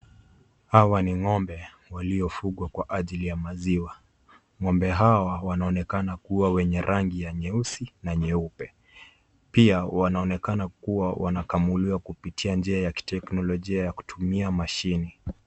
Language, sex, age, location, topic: Swahili, male, 18-24, Kisii, agriculture